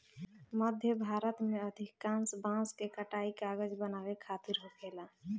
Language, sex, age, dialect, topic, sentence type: Bhojpuri, female, 25-30, Southern / Standard, agriculture, statement